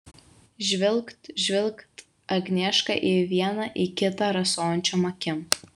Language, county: Lithuanian, Vilnius